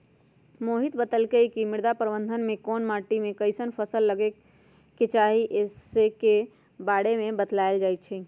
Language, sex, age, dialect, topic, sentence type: Magahi, female, 60-100, Western, agriculture, statement